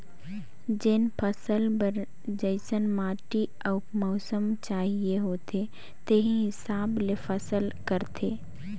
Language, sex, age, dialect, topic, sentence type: Chhattisgarhi, female, 18-24, Northern/Bhandar, agriculture, statement